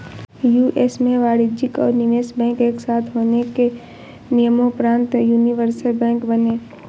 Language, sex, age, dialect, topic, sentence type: Hindi, female, 18-24, Awadhi Bundeli, banking, statement